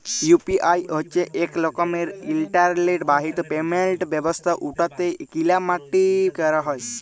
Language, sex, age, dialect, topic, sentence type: Bengali, male, 18-24, Jharkhandi, banking, statement